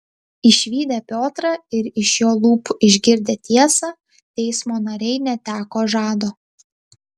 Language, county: Lithuanian, Tauragė